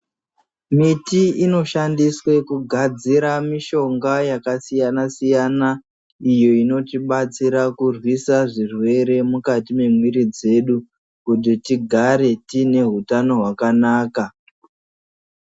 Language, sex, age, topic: Ndau, male, 18-24, health